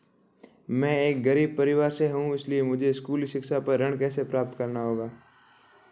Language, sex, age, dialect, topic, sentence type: Hindi, male, 36-40, Marwari Dhudhari, banking, question